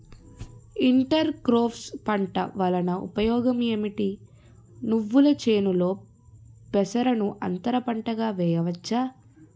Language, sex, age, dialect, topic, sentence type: Telugu, female, 31-35, Utterandhra, agriculture, question